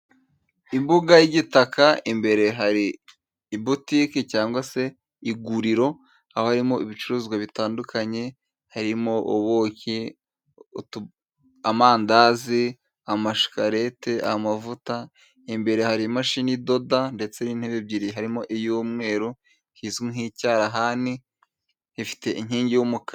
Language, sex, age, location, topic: Kinyarwanda, male, 25-35, Musanze, finance